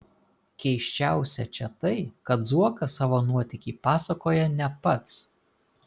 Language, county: Lithuanian, Kaunas